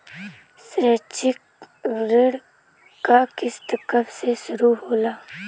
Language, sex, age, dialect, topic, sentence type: Bhojpuri, female, <18, Western, banking, question